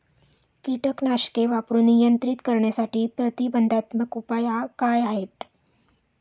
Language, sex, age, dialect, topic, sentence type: Marathi, female, 36-40, Standard Marathi, agriculture, question